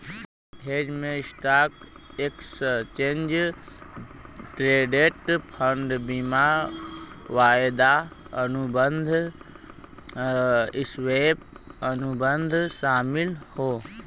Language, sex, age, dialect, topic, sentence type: Bhojpuri, male, 18-24, Western, banking, statement